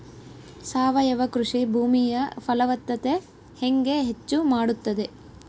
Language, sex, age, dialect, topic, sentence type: Kannada, female, 18-24, Central, agriculture, question